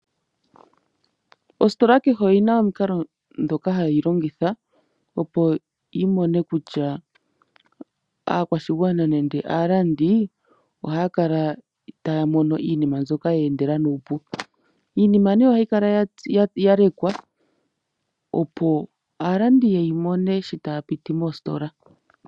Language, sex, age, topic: Oshiwambo, female, 25-35, finance